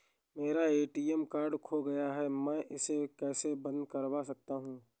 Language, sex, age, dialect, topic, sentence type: Hindi, male, 18-24, Awadhi Bundeli, banking, question